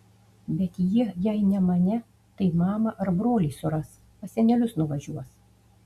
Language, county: Lithuanian, Utena